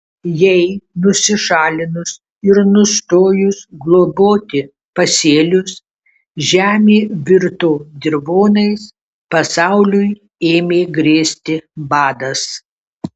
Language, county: Lithuanian, Kaunas